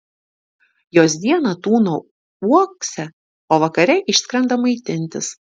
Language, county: Lithuanian, Šiauliai